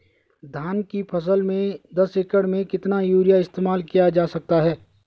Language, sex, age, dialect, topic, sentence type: Hindi, male, 36-40, Garhwali, agriculture, question